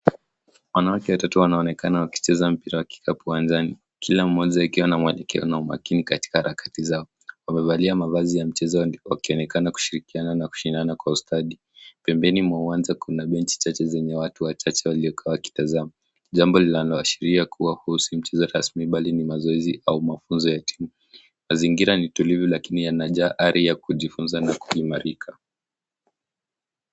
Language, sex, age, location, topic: Swahili, male, 18-24, Nakuru, government